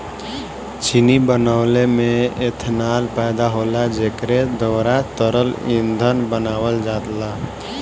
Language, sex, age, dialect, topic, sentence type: Bhojpuri, male, 18-24, Northern, agriculture, statement